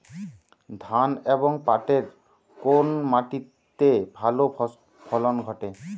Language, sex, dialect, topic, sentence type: Bengali, male, Jharkhandi, agriculture, question